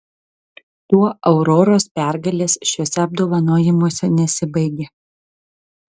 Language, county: Lithuanian, Telšiai